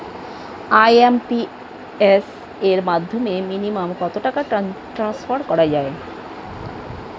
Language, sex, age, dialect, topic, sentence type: Bengali, female, 36-40, Standard Colloquial, banking, question